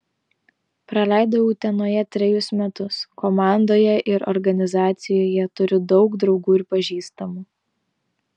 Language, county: Lithuanian, Vilnius